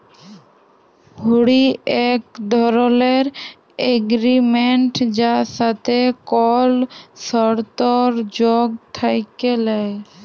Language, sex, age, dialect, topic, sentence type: Bengali, female, 18-24, Jharkhandi, banking, statement